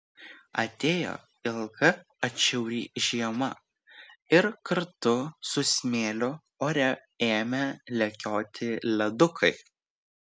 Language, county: Lithuanian, Vilnius